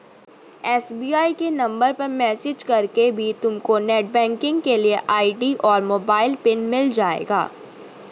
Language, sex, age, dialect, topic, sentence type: Hindi, female, 31-35, Hindustani Malvi Khadi Boli, banking, statement